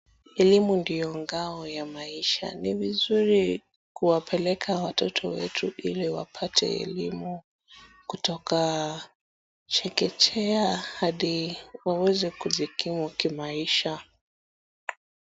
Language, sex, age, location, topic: Swahili, female, 25-35, Wajir, education